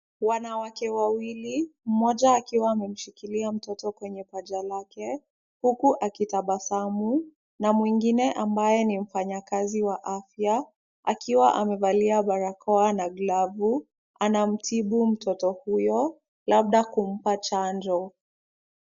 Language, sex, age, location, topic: Swahili, female, 25-35, Kisumu, health